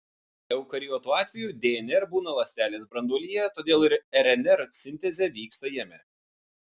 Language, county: Lithuanian, Vilnius